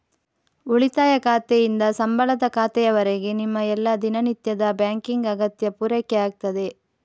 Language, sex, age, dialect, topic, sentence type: Kannada, female, 25-30, Coastal/Dakshin, banking, statement